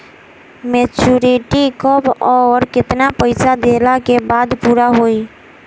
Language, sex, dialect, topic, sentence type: Bhojpuri, female, Southern / Standard, banking, question